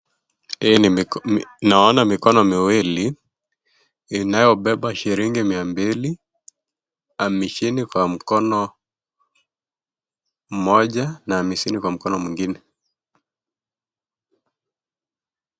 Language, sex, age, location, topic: Swahili, male, 18-24, Kisii, finance